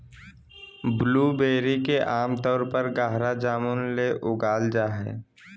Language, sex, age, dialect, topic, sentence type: Magahi, male, 18-24, Southern, agriculture, statement